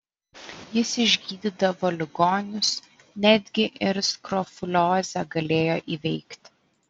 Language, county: Lithuanian, Vilnius